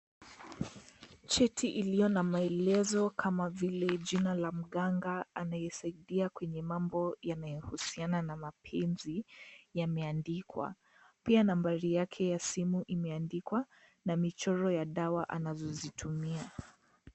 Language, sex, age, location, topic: Swahili, female, 18-24, Kisii, health